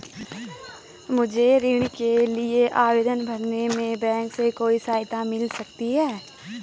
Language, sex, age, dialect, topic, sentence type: Hindi, female, 25-30, Garhwali, banking, question